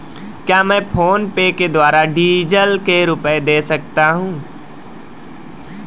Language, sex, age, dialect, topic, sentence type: Hindi, male, 18-24, Marwari Dhudhari, banking, question